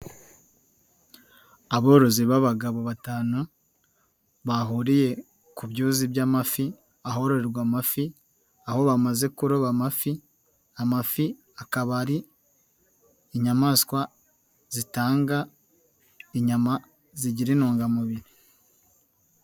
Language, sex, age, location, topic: Kinyarwanda, male, 18-24, Nyagatare, agriculture